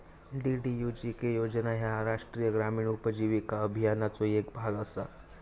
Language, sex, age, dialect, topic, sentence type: Marathi, male, 18-24, Southern Konkan, banking, statement